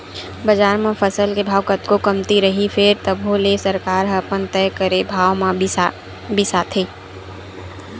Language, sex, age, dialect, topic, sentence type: Chhattisgarhi, female, 18-24, Western/Budati/Khatahi, agriculture, statement